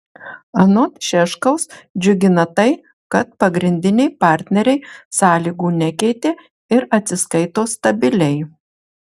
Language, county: Lithuanian, Marijampolė